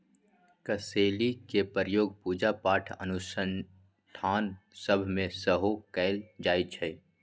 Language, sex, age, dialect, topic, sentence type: Magahi, male, 41-45, Western, agriculture, statement